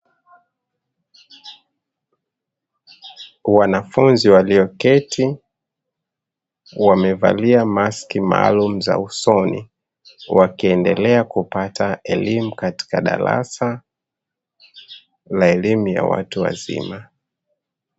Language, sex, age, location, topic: Swahili, male, 25-35, Dar es Salaam, education